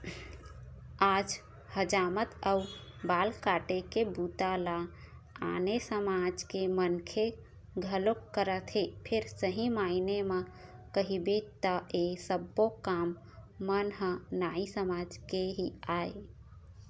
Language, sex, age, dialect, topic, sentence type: Chhattisgarhi, female, 31-35, Eastern, banking, statement